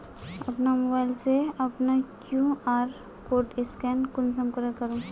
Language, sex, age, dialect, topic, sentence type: Magahi, female, 25-30, Northeastern/Surjapuri, banking, question